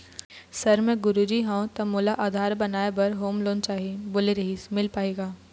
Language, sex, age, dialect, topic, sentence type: Chhattisgarhi, female, 18-24, Eastern, banking, question